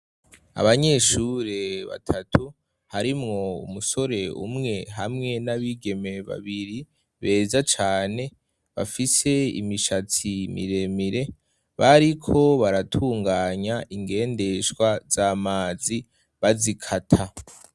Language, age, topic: Rundi, 18-24, education